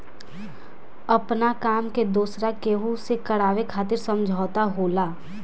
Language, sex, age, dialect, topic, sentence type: Bhojpuri, female, 18-24, Southern / Standard, banking, statement